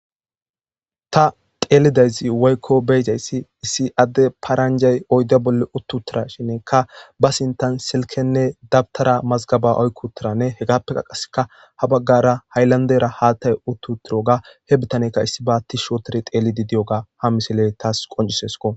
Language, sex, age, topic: Gamo, male, 25-35, government